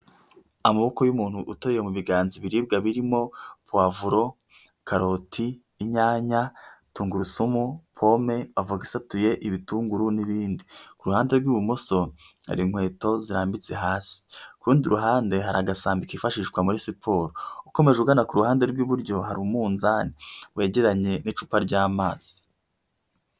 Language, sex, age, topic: Kinyarwanda, male, 25-35, health